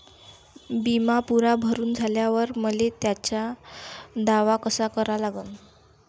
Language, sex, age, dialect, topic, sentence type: Marathi, female, 18-24, Varhadi, banking, question